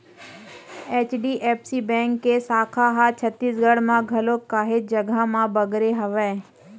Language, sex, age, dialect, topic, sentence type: Chhattisgarhi, female, 31-35, Western/Budati/Khatahi, banking, statement